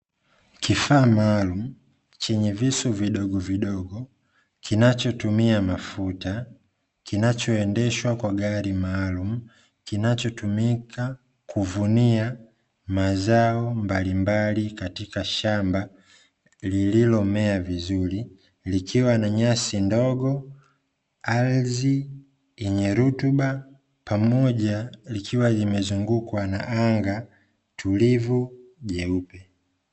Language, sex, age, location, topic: Swahili, male, 25-35, Dar es Salaam, agriculture